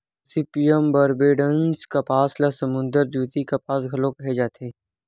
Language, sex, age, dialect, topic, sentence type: Chhattisgarhi, male, 18-24, Western/Budati/Khatahi, agriculture, statement